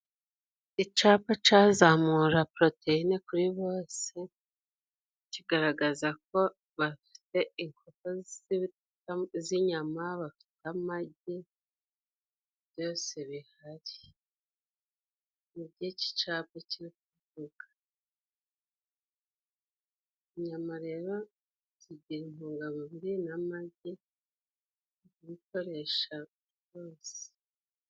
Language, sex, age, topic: Kinyarwanda, female, 36-49, finance